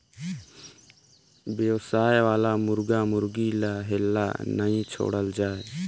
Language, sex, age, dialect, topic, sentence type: Chhattisgarhi, male, 18-24, Northern/Bhandar, agriculture, statement